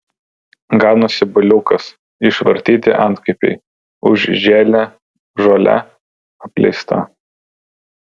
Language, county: Lithuanian, Vilnius